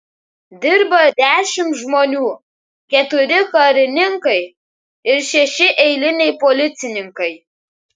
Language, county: Lithuanian, Kaunas